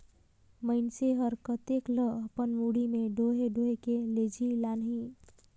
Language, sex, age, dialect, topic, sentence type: Chhattisgarhi, female, 18-24, Northern/Bhandar, agriculture, statement